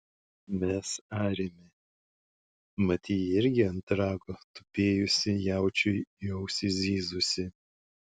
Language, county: Lithuanian, Šiauliai